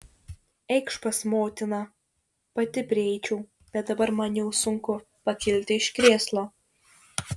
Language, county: Lithuanian, Šiauliai